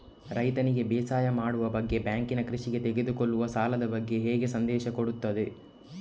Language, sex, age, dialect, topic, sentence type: Kannada, male, 18-24, Coastal/Dakshin, banking, question